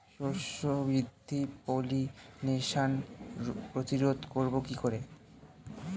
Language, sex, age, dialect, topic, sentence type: Bengali, male, <18, Northern/Varendri, agriculture, question